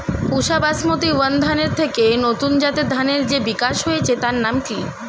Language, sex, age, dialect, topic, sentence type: Bengali, male, 25-30, Standard Colloquial, agriculture, question